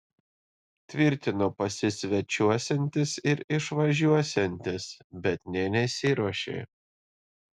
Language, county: Lithuanian, Panevėžys